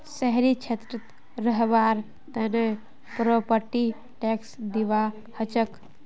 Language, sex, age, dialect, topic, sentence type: Magahi, female, 18-24, Northeastern/Surjapuri, banking, statement